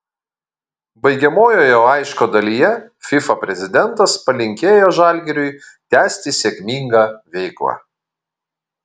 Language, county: Lithuanian, Kaunas